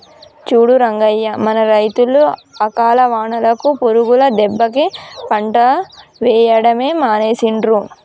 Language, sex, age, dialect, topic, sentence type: Telugu, male, 18-24, Telangana, agriculture, statement